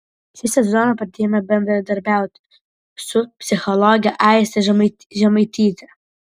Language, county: Lithuanian, Vilnius